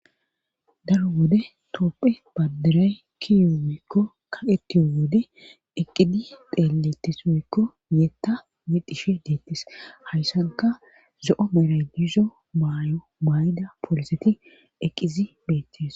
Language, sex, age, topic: Gamo, female, 36-49, government